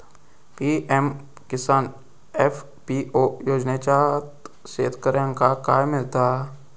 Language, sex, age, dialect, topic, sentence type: Marathi, male, 18-24, Southern Konkan, agriculture, question